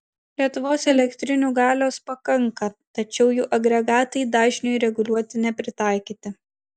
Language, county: Lithuanian, Klaipėda